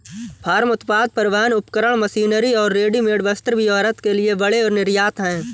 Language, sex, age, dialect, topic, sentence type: Hindi, male, 18-24, Awadhi Bundeli, banking, statement